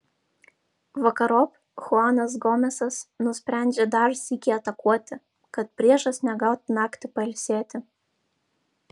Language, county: Lithuanian, Vilnius